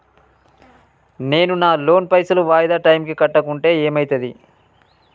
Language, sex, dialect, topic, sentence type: Telugu, male, Telangana, banking, question